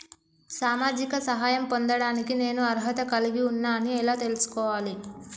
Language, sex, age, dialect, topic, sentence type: Telugu, female, 18-24, Telangana, banking, question